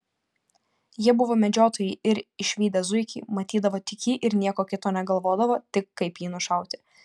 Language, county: Lithuanian, Panevėžys